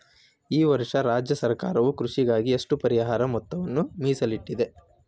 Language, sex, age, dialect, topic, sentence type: Kannada, male, 25-30, Dharwad Kannada, agriculture, question